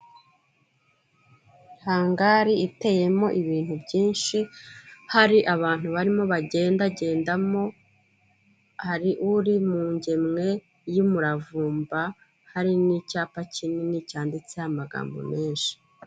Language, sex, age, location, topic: Kinyarwanda, female, 36-49, Kigali, health